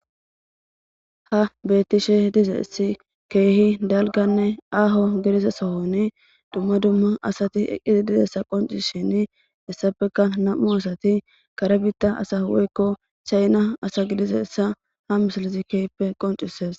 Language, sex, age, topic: Gamo, female, 18-24, government